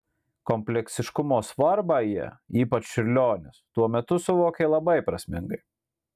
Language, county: Lithuanian, Marijampolė